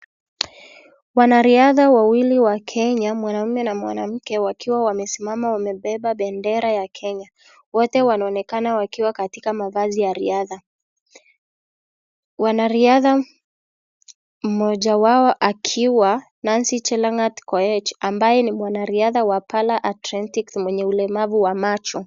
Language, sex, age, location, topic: Swahili, male, 25-35, Kisii, education